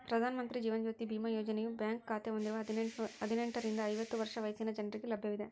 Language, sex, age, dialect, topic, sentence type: Kannada, female, 60-100, Central, banking, statement